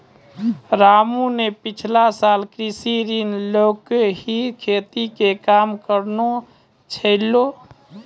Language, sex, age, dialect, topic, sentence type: Maithili, male, 25-30, Angika, agriculture, statement